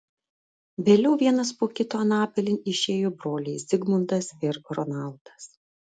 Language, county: Lithuanian, Vilnius